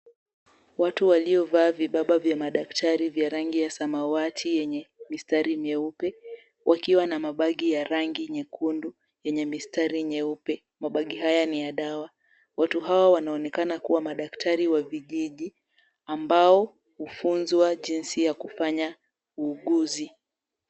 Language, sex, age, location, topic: Swahili, female, 18-24, Mombasa, health